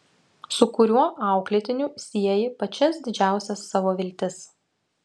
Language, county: Lithuanian, Utena